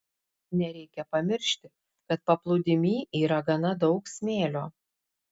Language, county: Lithuanian, Klaipėda